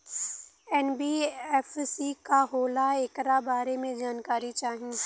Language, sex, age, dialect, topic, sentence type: Bhojpuri, female, 18-24, Western, banking, question